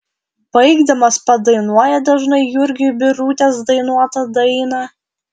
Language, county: Lithuanian, Vilnius